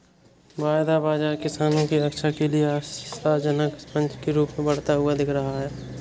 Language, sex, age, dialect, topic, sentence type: Hindi, male, 18-24, Awadhi Bundeli, banking, statement